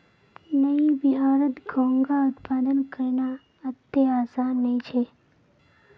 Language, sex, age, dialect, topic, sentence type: Magahi, female, 18-24, Northeastern/Surjapuri, agriculture, statement